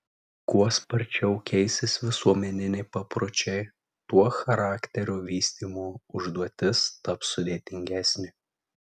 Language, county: Lithuanian, Tauragė